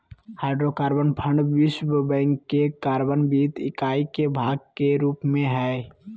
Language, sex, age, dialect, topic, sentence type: Magahi, male, 18-24, Southern, banking, statement